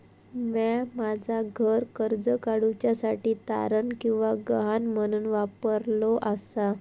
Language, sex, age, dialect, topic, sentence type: Marathi, female, 18-24, Southern Konkan, banking, statement